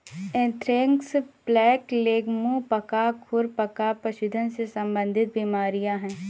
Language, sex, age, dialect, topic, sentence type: Hindi, female, 18-24, Awadhi Bundeli, agriculture, statement